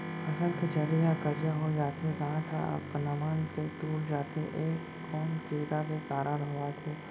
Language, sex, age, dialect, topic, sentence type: Chhattisgarhi, male, 18-24, Central, agriculture, question